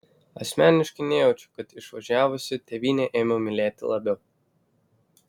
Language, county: Lithuanian, Vilnius